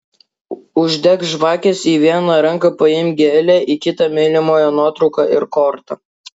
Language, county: Lithuanian, Klaipėda